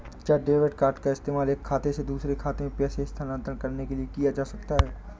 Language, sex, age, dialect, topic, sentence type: Hindi, male, 18-24, Awadhi Bundeli, banking, question